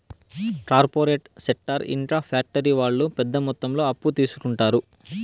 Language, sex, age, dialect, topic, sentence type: Telugu, male, 18-24, Southern, banking, statement